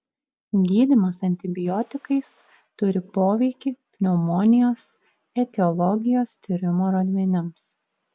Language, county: Lithuanian, Klaipėda